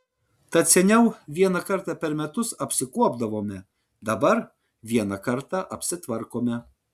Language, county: Lithuanian, Vilnius